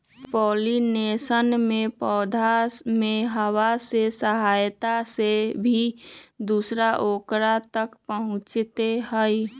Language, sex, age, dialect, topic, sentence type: Magahi, male, 36-40, Western, agriculture, statement